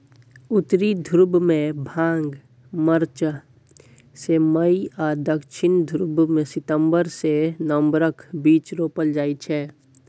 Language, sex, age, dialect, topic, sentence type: Maithili, male, 18-24, Bajjika, agriculture, statement